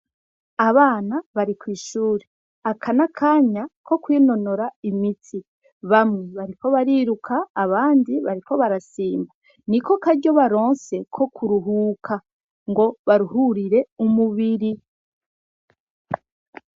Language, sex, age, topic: Rundi, female, 25-35, education